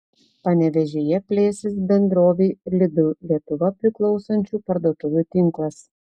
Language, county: Lithuanian, Telšiai